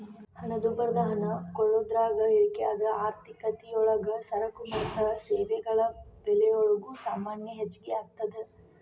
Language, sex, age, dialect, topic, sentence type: Kannada, female, 25-30, Dharwad Kannada, banking, statement